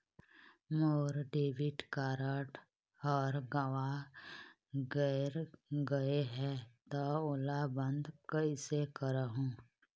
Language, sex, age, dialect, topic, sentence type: Chhattisgarhi, female, 25-30, Eastern, banking, question